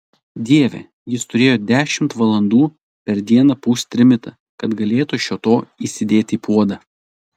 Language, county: Lithuanian, Telšiai